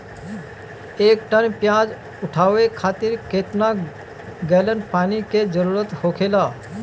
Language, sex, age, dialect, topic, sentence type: Bhojpuri, male, 18-24, Northern, agriculture, question